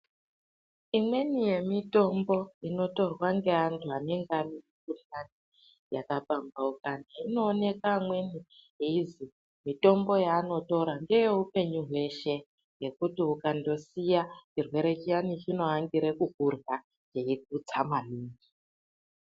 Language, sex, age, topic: Ndau, female, 36-49, health